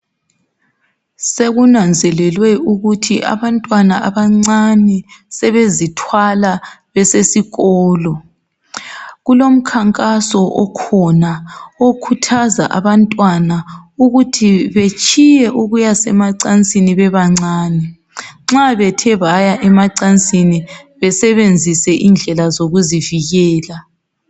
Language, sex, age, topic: North Ndebele, male, 36-49, health